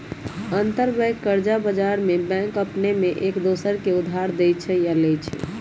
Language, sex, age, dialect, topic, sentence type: Magahi, male, 18-24, Western, banking, statement